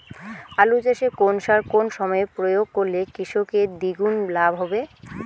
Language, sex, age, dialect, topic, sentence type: Bengali, female, 18-24, Rajbangshi, agriculture, question